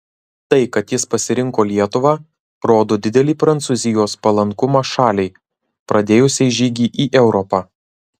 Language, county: Lithuanian, Marijampolė